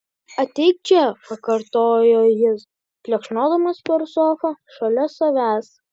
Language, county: Lithuanian, Kaunas